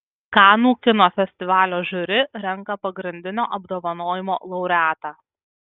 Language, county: Lithuanian, Kaunas